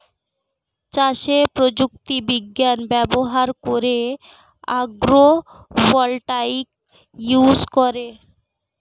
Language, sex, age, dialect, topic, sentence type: Bengali, female, 18-24, Standard Colloquial, agriculture, statement